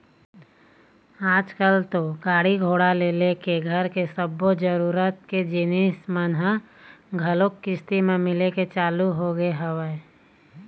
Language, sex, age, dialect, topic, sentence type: Chhattisgarhi, female, 31-35, Eastern, banking, statement